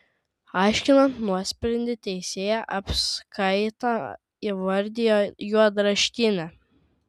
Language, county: Lithuanian, Šiauliai